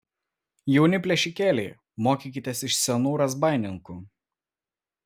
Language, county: Lithuanian, Vilnius